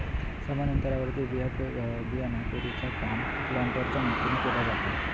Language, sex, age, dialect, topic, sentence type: Marathi, male, 18-24, Southern Konkan, agriculture, statement